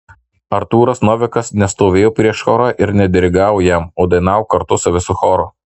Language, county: Lithuanian, Marijampolė